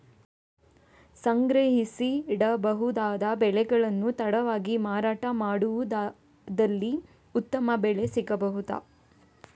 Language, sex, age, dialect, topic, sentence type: Kannada, female, 25-30, Coastal/Dakshin, agriculture, question